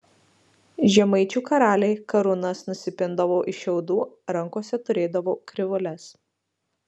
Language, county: Lithuanian, Marijampolė